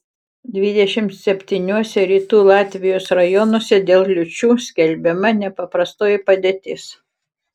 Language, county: Lithuanian, Utena